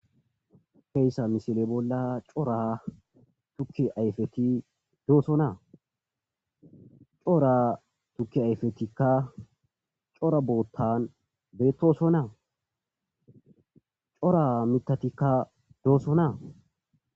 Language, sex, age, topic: Gamo, female, 18-24, agriculture